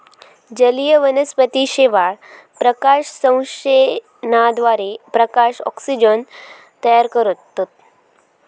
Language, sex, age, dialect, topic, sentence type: Marathi, female, 18-24, Southern Konkan, agriculture, statement